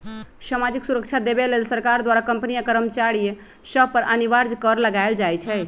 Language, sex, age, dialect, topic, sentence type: Magahi, female, 31-35, Western, banking, statement